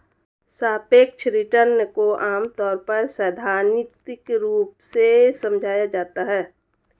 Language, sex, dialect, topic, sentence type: Hindi, female, Marwari Dhudhari, banking, statement